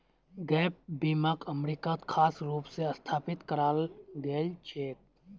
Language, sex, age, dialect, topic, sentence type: Magahi, male, 18-24, Northeastern/Surjapuri, banking, statement